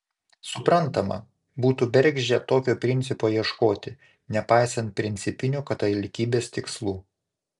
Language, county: Lithuanian, Panevėžys